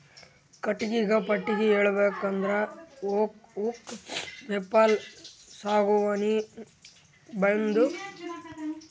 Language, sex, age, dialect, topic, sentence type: Kannada, male, 18-24, Northeastern, agriculture, statement